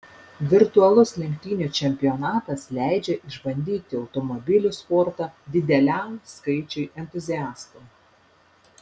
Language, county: Lithuanian, Panevėžys